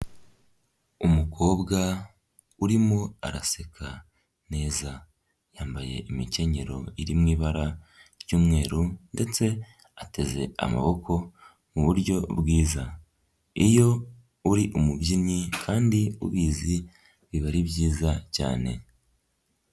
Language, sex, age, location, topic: Kinyarwanda, female, 50+, Nyagatare, government